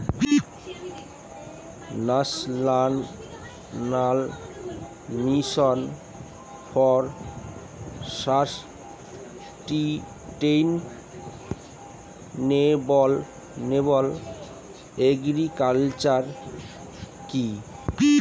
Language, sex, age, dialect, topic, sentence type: Bengali, male, 41-45, Standard Colloquial, agriculture, question